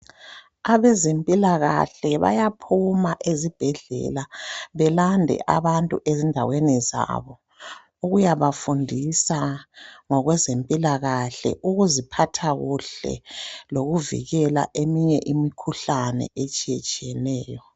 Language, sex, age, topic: North Ndebele, male, 25-35, health